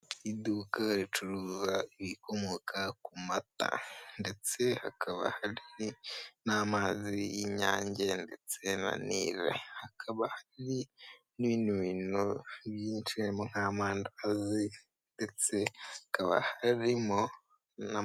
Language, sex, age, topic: Kinyarwanda, male, 18-24, finance